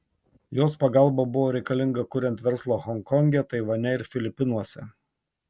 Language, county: Lithuanian, Tauragė